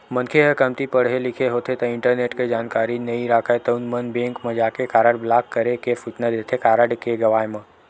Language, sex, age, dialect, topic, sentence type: Chhattisgarhi, male, 18-24, Western/Budati/Khatahi, banking, statement